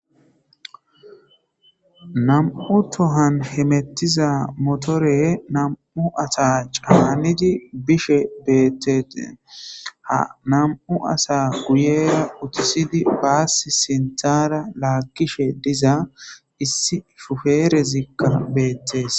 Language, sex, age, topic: Gamo, female, 18-24, government